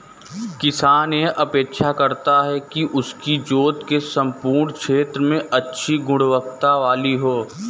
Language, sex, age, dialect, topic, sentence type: Hindi, male, 18-24, Kanauji Braj Bhasha, agriculture, statement